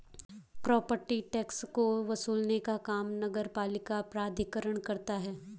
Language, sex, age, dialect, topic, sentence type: Hindi, female, 18-24, Garhwali, banking, statement